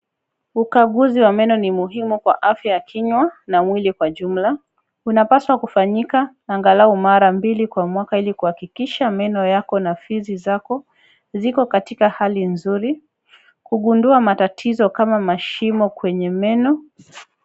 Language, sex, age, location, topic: Swahili, female, 25-35, Kisumu, health